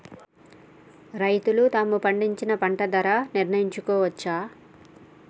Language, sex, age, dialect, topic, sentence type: Telugu, female, 31-35, Telangana, agriculture, question